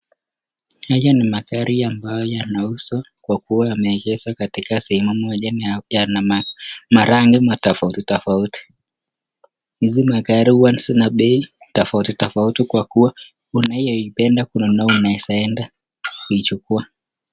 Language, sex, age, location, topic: Swahili, male, 18-24, Nakuru, finance